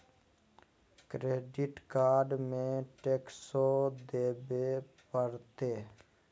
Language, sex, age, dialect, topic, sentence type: Magahi, male, 18-24, Southern, banking, question